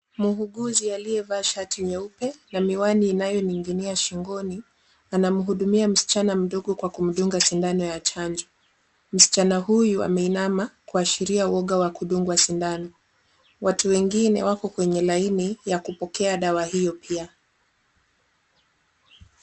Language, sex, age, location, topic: Swahili, female, 18-24, Kisumu, health